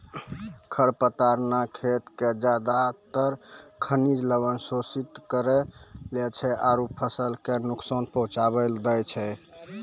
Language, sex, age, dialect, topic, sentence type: Maithili, male, 18-24, Angika, agriculture, statement